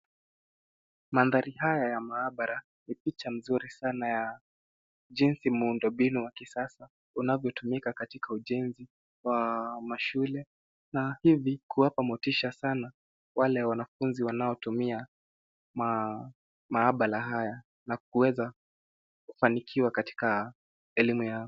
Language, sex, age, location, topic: Swahili, male, 18-24, Nairobi, education